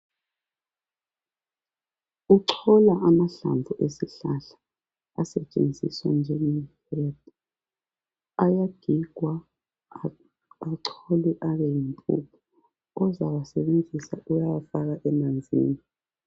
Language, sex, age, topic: North Ndebele, female, 36-49, health